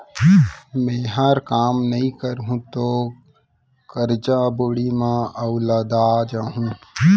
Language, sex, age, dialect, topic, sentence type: Chhattisgarhi, male, 18-24, Central, banking, statement